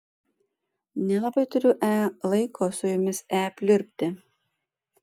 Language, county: Lithuanian, Panevėžys